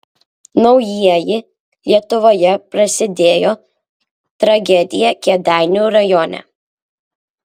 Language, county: Lithuanian, Vilnius